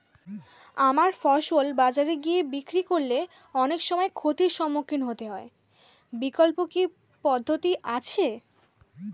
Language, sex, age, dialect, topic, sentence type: Bengali, female, <18, Standard Colloquial, agriculture, question